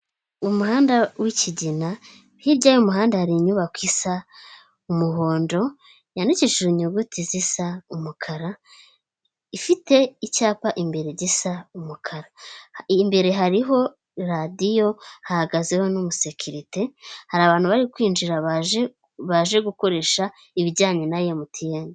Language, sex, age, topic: Kinyarwanda, female, 18-24, finance